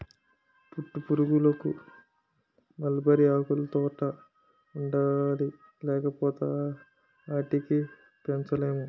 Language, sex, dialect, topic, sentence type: Telugu, male, Utterandhra, agriculture, statement